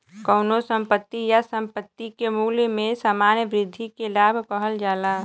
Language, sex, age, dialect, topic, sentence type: Bhojpuri, female, 18-24, Western, banking, statement